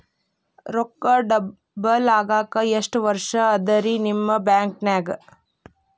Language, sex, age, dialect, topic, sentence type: Kannada, female, 18-24, Dharwad Kannada, banking, question